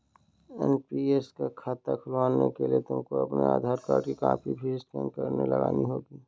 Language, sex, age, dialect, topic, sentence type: Hindi, male, 56-60, Kanauji Braj Bhasha, banking, statement